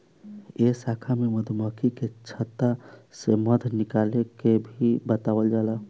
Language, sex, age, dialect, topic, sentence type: Bhojpuri, male, 18-24, Southern / Standard, agriculture, statement